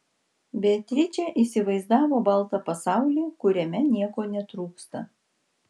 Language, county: Lithuanian, Vilnius